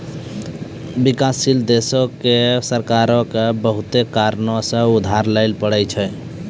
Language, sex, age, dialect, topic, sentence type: Maithili, male, 18-24, Angika, banking, statement